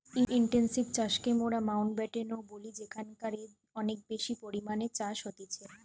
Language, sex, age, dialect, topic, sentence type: Bengali, female, 25-30, Western, agriculture, statement